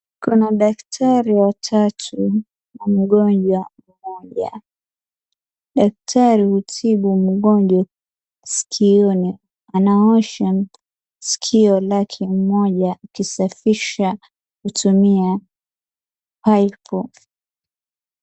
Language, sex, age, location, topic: Swahili, female, 18-24, Wajir, health